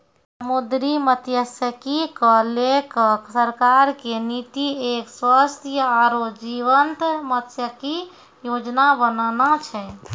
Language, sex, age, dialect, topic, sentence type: Maithili, female, 25-30, Angika, agriculture, statement